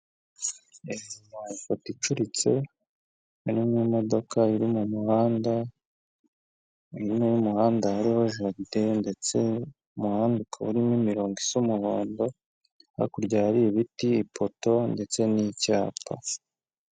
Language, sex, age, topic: Kinyarwanda, male, 25-35, government